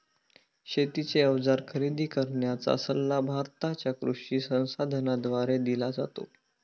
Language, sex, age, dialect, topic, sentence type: Marathi, male, 18-24, Northern Konkan, agriculture, statement